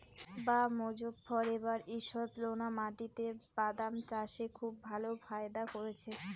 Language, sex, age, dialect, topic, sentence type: Bengali, female, 18-24, Rajbangshi, agriculture, question